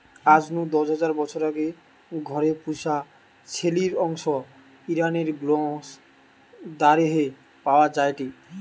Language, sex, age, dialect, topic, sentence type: Bengali, male, 18-24, Western, agriculture, statement